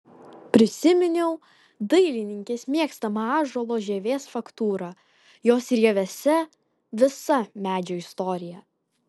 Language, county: Lithuanian, Kaunas